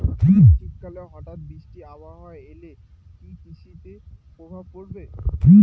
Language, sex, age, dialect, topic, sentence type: Bengali, male, 18-24, Rajbangshi, agriculture, question